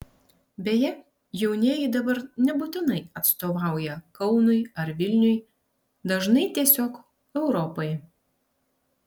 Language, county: Lithuanian, Panevėžys